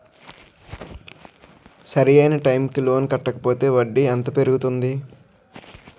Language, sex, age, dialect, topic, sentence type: Telugu, male, 46-50, Utterandhra, banking, question